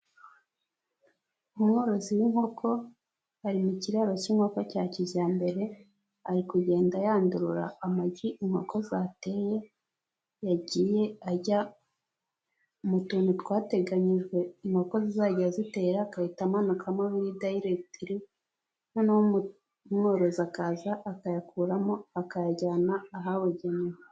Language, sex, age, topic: Kinyarwanda, female, 18-24, agriculture